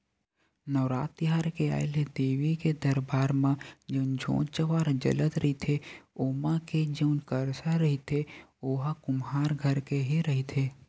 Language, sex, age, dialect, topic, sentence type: Chhattisgarhi, male, 18-24, Western/Budati/Khatahi, banking, statement